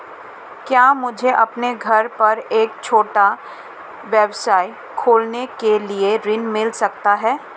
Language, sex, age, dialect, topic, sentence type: Hindi, female, 31-35, Marwari Dhudhari, banking, question